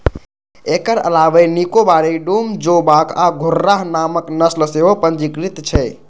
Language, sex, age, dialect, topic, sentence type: Maithili, male, 18-24, Eastern / Thethi, agriculture, statement